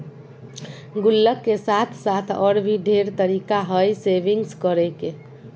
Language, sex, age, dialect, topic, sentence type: Magahi, female, 41-45, Southern, banking, statement